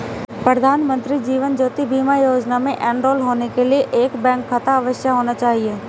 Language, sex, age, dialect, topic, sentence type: Hindi, female, 25-30, Hindustani Malvi Khadi Boli, banking, statement